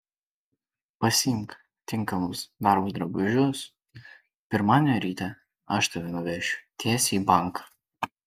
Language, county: Lithuanian, Kaunas